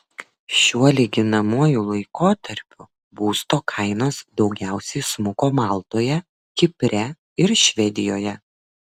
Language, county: Lithuanian, Vilnius